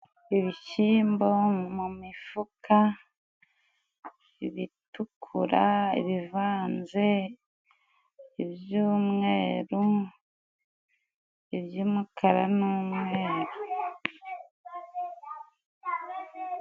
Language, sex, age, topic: Kinyarwanda, female, 25-35, agriculture